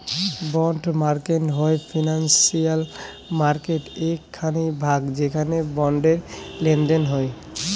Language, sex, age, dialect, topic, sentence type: Bengali, male, 18-24, Rajbangshi, banking, statement